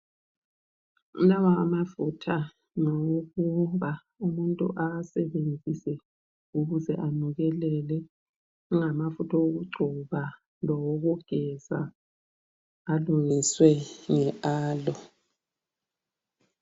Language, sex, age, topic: North Ndebele, female, 50+, health